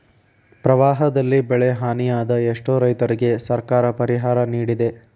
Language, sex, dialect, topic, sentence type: Kannada, male, Dharwad Kannada, agriculture, statement